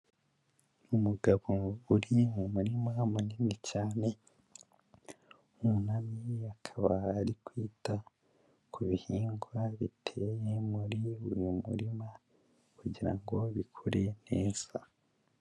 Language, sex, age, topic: Kinyarwanda, male, 25-35, agriculture